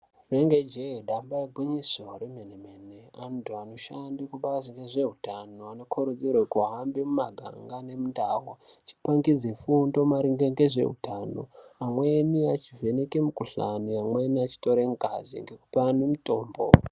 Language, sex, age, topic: Ndau, male, 18-24, health